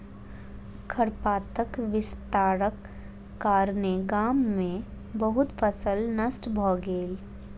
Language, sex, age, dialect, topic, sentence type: Maithili, female, 25-30, Southern/Standard, agriculture, statement